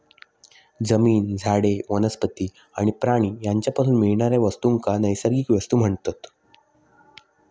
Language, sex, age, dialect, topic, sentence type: Marathi, male, 56-60, Southern Konkan, agriculture, statement